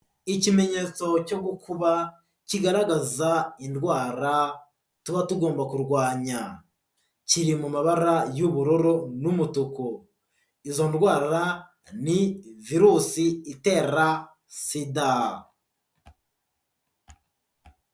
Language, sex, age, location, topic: Kinyarwanda, male, 25-35, Huye, health